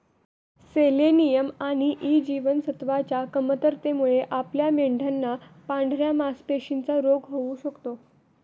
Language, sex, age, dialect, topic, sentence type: Marathi, female, 18-24, Standard Marathi, agriculture, statement